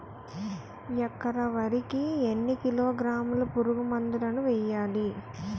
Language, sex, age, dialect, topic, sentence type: Telugu, female, 18-24, Utterandhra, agriculture, question